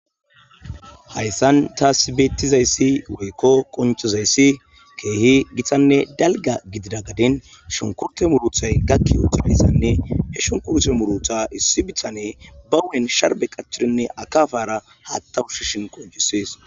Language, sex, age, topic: Gamo, male, 25-35, agriculture